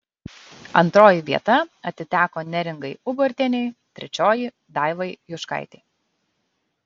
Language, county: Lithuanian, Kaunas